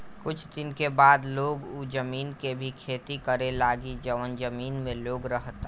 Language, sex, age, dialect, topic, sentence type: Bhojpuri, male, 18-24, Southern / Standard, agriculture, statement